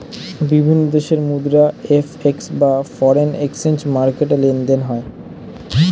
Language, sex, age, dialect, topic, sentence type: Bengali, male, 18-24, Standard Colloquial, banking, statement